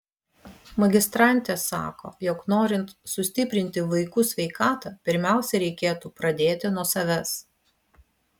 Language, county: Lithuanian, Vilnius